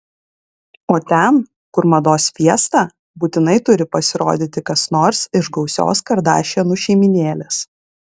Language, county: Lithuanian, Klaipėda